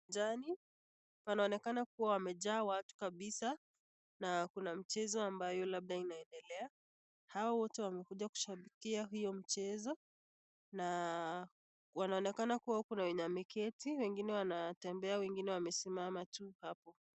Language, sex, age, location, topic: Swahili, female, 25-35, Nakuru, government